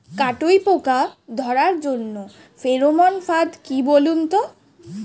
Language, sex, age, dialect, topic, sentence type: Bengali, female, 18-24, Standard Colloquial, agriculture, question